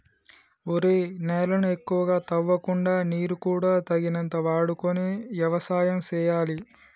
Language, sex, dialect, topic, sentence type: Telugu, male, Telangana, agriculture, statement